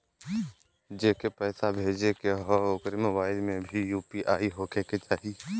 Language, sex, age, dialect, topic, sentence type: Bhojpuri, male, 18-24, Western, banking, question